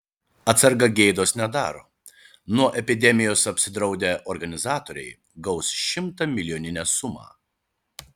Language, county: Lithuanian, Šiauliai